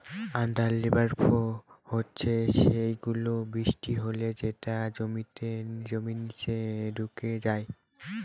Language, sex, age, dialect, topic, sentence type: Bengali, male, <18, Northern/Varendri, agriculture, statement